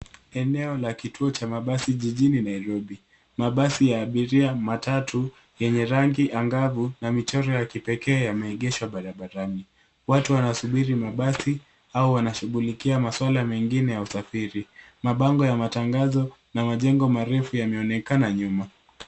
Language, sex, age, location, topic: Swahili, male, 18-24, Nairobi, government